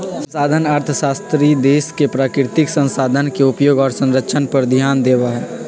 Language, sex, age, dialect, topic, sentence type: Magahi, male, 46-50, Western, banking, statement